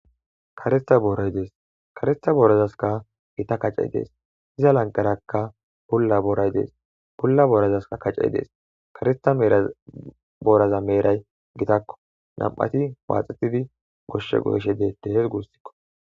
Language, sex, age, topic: Gamo, male, 18-24, agriculture